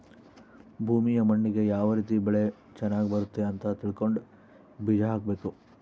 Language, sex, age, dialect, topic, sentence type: Kannada, male, 60-100, Central, agriculture, statement